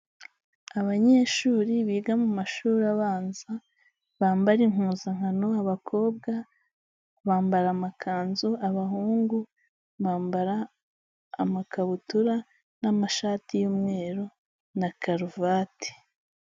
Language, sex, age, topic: Kinyarwanda, female, 18-24, education